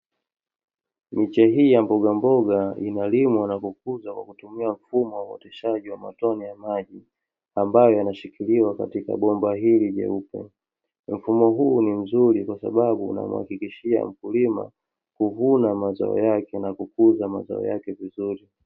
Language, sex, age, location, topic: Swahili, male, 36-49, Dar es Salaam, agriculture